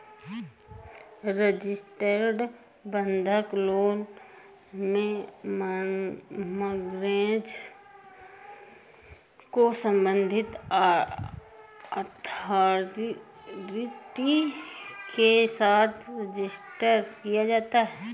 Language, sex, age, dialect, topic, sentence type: Hindi, female, 25-30, Awadhi Bundeli, banking, statement